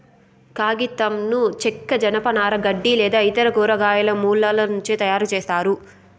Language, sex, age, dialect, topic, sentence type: Telugu, female, 18-24, Southern, agriculture, statement